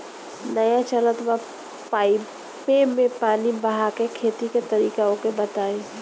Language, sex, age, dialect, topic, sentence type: Bhojpuri, female, 18-24, Northern, agriculture, question